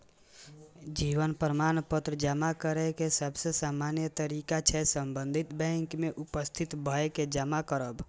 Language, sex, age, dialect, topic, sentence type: Maithili, male, 18-24, Eastern / Thethi, banking, statement